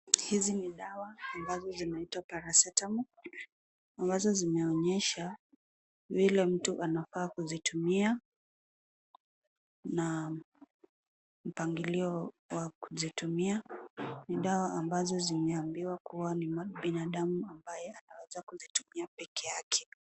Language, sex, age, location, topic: Swahili, female, 18-24, Nairobi, health